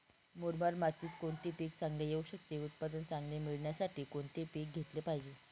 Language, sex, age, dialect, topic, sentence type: Marathi, female, 18-24, Northern Konkan, agriculture, question